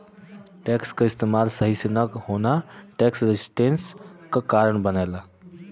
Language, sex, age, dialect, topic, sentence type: Bhojpuri, male, 18-24, Western, banking, statement